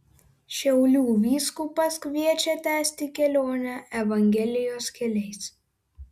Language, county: Lithuanian, Vilnius